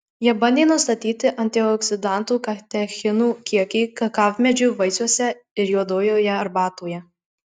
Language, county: Lithuanian, Marijampolė